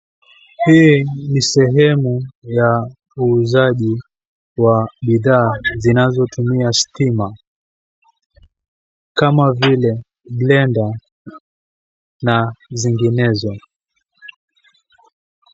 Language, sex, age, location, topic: Swahili, female, 18-24, Mombasa, government